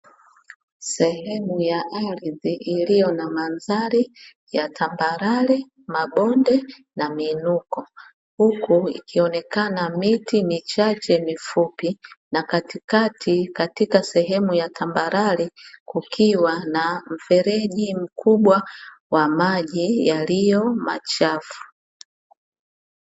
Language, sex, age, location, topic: Swahili, female, 50+, Dar es Salaam, agriculture